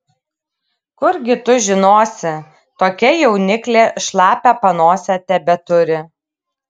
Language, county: Lithuanian, Kaunas